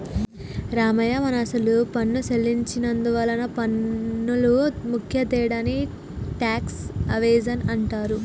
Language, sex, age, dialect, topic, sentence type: Telugu, female, 41-45, Telangana, banking, statement